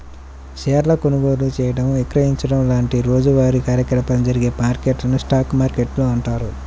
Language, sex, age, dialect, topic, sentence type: Telugu, male, 31-35, Central/Coastal, banking, statement